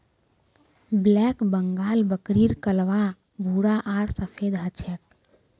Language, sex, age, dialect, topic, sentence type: Magahi, female, 25-30, Northeastern/Surjapuri, agriculture, statement